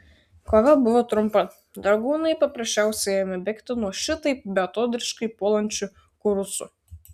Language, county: Lithuanian, Šiauliai